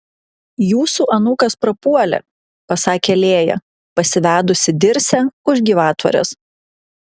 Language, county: Lithuanian, Klaipėda